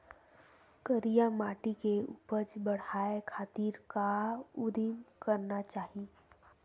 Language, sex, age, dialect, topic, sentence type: Chhattisgarhi, female, 18-24, Western/Budati/Khatahi, agriculture, question